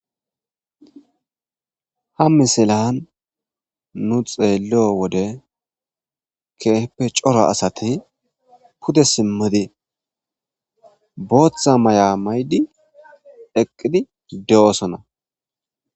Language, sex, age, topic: Gamo, male, 25-35, agriculture